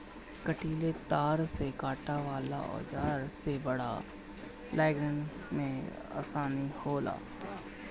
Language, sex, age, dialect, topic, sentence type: Bhojpuri, male, 25-30, Northern, agriculture, statement